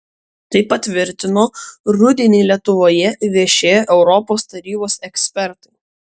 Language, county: Lithuanian, Kaunas